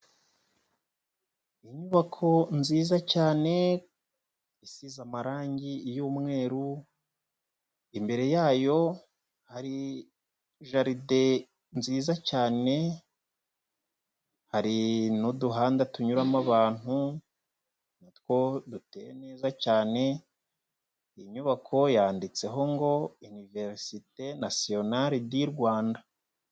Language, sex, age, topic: Kinyarwanda, male, 25-35, health